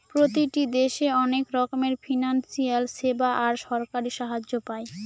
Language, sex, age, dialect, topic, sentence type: Bengali, female, 18-24, Northern/Varendri, banking, statement